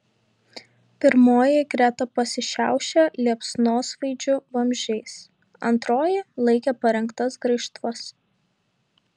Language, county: Lithuanian, Šiauliai